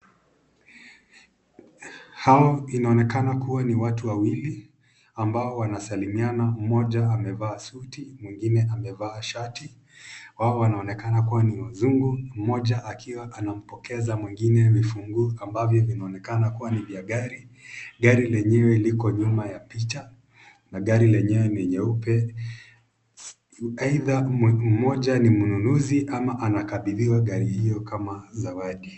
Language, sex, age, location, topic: Swahili, male, 25-35, Nakuru, finance